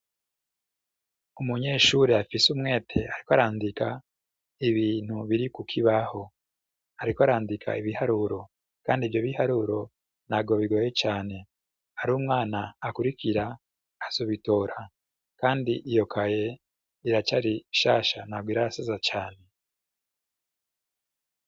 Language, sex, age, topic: Rundi, male, 25-35, education